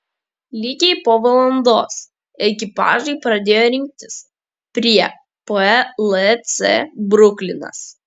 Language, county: Lithuanian, Kaunas